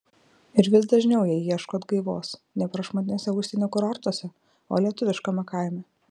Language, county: Lithuanian, Marijampolė